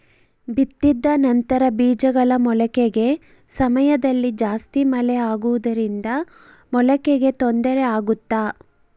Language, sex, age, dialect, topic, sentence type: Kannada, female, 25-30, Central, agriculture, question